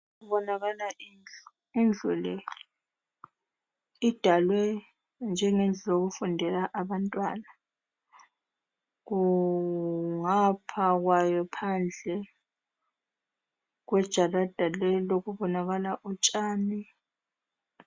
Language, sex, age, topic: North Ndebele, female, 36-49, education